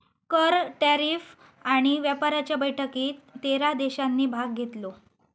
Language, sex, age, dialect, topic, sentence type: Marathi, female, 18-24, Southern Konkan, banking, statement